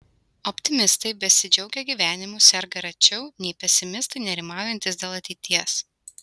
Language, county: Lithuanian, Utena